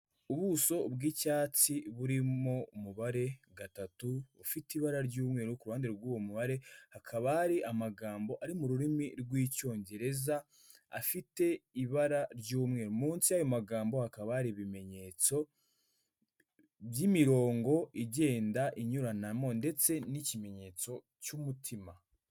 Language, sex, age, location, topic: Kinyarwanda, female, 25-35, Kigali, health